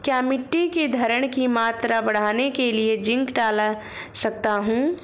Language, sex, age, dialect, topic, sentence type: Hindi, female, 25-30, Awadhi Bundeli, agriculture, question